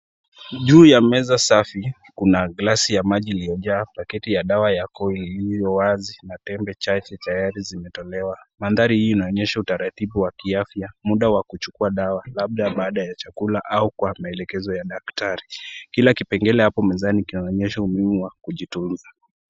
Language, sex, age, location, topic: Swahili, male, 18-24, Kisumu, health